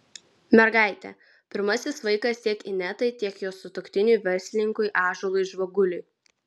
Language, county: Lithuanian, Vilnius